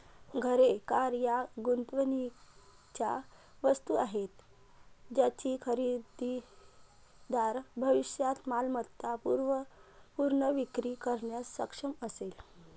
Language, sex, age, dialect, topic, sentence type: Marathi, female, 25-30, Varhadi, banking, statement